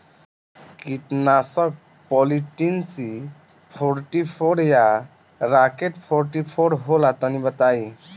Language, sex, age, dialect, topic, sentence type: Bhojpuri, male, 60-100, Northern, agriculture, question